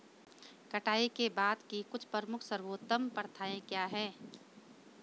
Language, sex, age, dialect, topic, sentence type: Hindi, female, 25-30, Hindustani Malvi Khadi Boli, agriculture, question